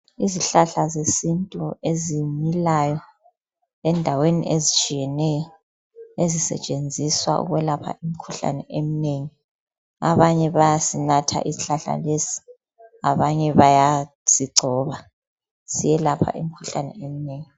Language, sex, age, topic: North Ndebele, female, 50+, health